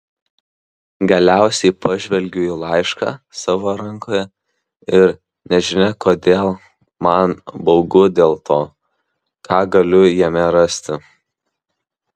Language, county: Lithuanian, Kaunas